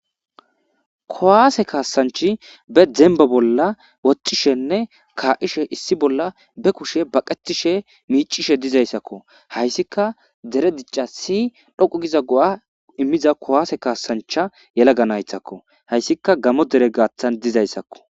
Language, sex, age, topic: Gamo, male, 25-35, government